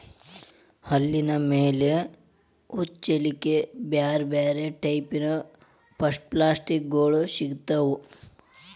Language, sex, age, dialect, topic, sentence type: Kannada, male, 18-24, Dharwad Kannada, agriculture, statement